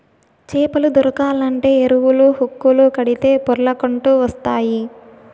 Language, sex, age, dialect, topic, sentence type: Telugu, female, 18-24, Southern, agriculture, statement